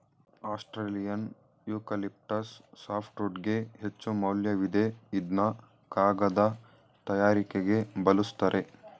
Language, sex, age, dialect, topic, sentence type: Kannada, male, 18-24, Mysore Kannada, agriculture, statement